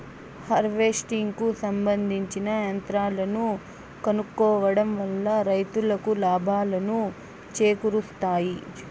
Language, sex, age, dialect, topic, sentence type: Telugu, female, 25-30, Southern, agriculture, statement